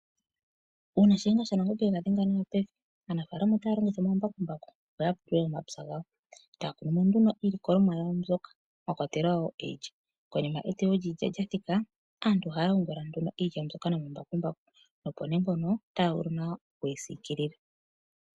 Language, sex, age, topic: Oshiwambo, female, 25-35, agriculture